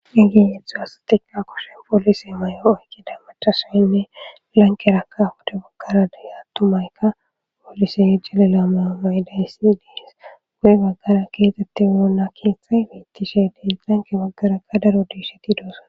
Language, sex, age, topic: Gamo, female, 25-35, government